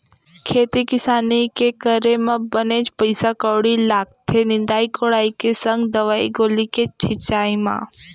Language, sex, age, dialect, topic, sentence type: Chhattisgarhi, female, 18-24, Central, agriculture, statement